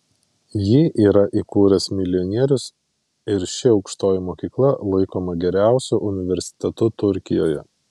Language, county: Lithuanian, Vilnius